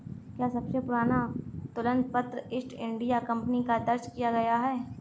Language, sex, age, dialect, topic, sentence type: Hindi, female, 25-30, Marwari Dhudhari, banking, statement